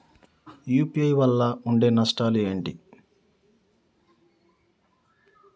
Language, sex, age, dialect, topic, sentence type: Telugu, male, 31-35, Telangana, banking, question